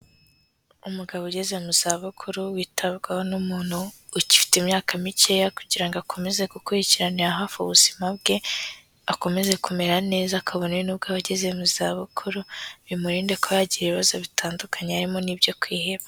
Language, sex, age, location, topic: Kinyarwanda, female, 18-24, Kigali, health